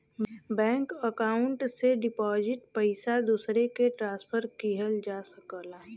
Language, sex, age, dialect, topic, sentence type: Bhojpuri, female, 25-30, Western, banking, statement